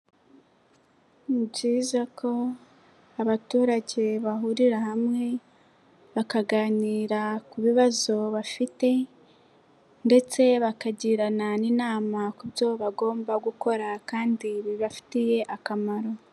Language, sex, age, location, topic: Kinyarwanda, female, 18-24, Nyagatare, government